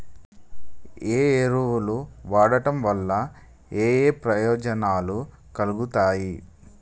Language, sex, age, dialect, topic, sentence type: Telugu, male, 25-30, Telangana, agriculture, question